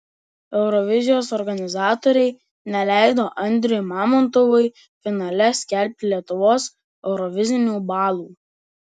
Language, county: Lithuanian, Telšiai